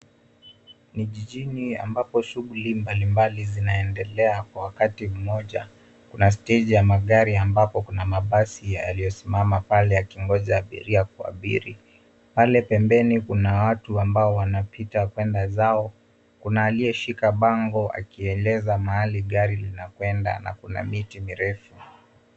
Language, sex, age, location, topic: Swahili, male, 18-24, Nairobi, government